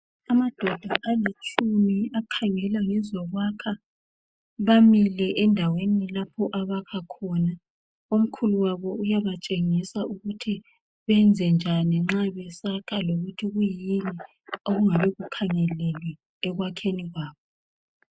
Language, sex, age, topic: North Ndebele, female, 36-49, education